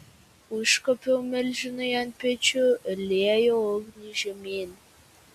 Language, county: Lithuanian, Vilnius